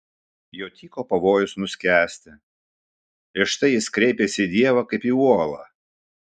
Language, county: Lithuanian, Šiauliai